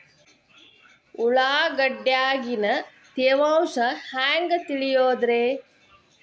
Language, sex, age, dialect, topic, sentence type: Kannada, female, 18-24, Dharwad Kannada, agriculture, question